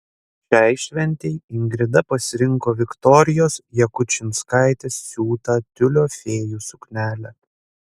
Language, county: Lithuanian, Panevėžys